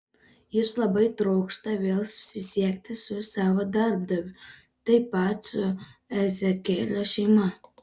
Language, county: Lithuanian, Panevėžys